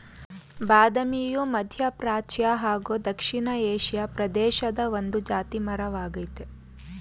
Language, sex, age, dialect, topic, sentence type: Kannada, female, 31-35, Mysore Kannada, agriculture, statement